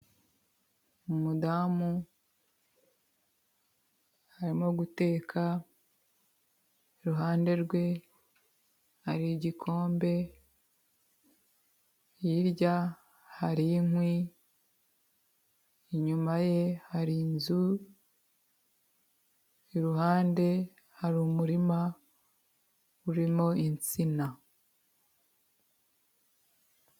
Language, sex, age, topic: Kinyarwanda, female, 25-35, health